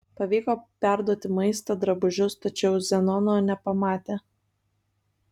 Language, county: Lithuanian, Kaunas